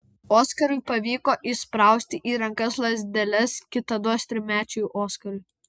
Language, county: Lithuanian, Vilnius